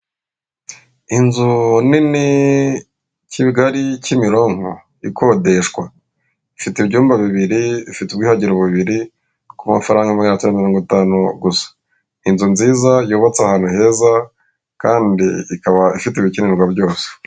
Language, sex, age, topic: Kinyarwanda, female, 36-49, finance